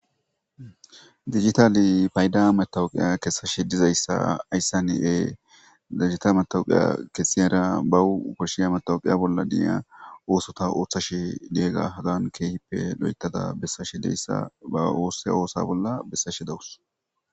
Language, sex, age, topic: Gamo, male, 25-35, government